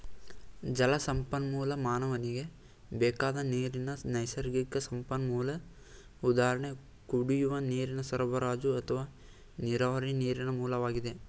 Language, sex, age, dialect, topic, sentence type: Kannada, male, 18-24, Mysore Kannada, agriculture, statement